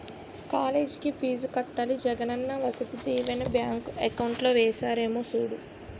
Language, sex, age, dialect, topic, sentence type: Telugu, female, 18-24, Utterandhra, banking, statement